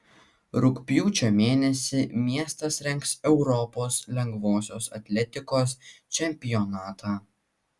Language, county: Lithuanian, Klaipėda